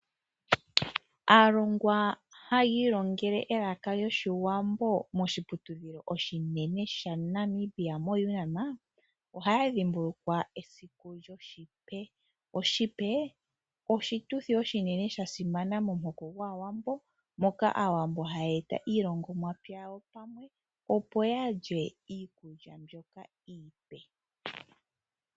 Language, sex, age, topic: Oshiwambo, female, 25-35, agriculture